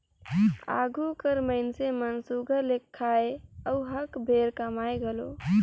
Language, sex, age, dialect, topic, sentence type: Chhattisgarhi, female, 25-30, Northern/Bhandar, agriculture, statement